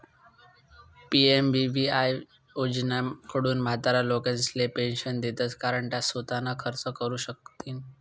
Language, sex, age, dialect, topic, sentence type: Marathi, male, 18-24, Northern Konkan, banking, statement